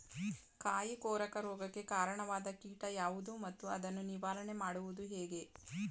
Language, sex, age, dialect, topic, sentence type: Kannada, female, 18-24, Mysore Kannada, agriculture, question